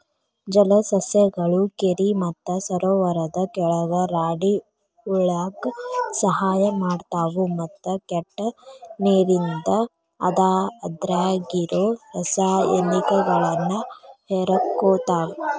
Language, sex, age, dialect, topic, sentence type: Kannada, female, 18-24, Dharwad Kannada, agriculture, statement